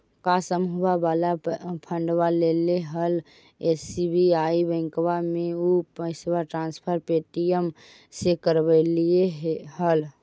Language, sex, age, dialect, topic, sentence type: Magahi, female, 18-24, Central/Standard, banking, question